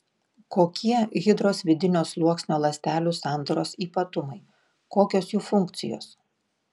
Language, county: Lithuanian, Klaipėda